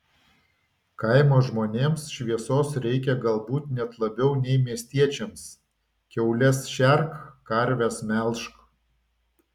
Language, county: Lithuanian, Vilnius